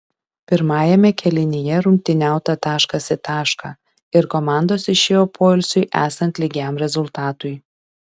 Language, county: Lithuanian, Šiauliai